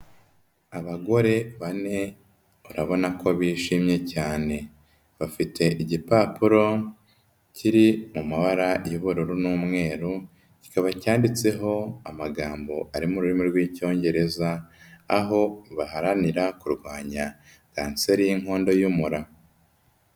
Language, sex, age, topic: Kinyarwanda, female, 18-24, health